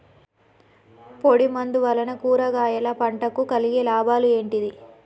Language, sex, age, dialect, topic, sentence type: Telugu, female, 25-30, Telangana, agriculture, question